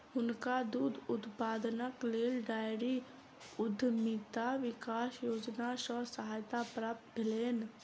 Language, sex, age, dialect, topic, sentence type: Maithili, female, 18-24, Southern/Standard, agriculture, statement